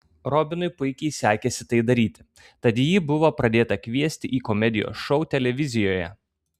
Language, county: Lithuanian, Kaunas